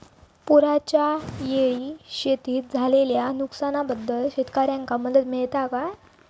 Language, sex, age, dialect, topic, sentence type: Marathi, female, 18-24, Southern Konkan, agriculture, question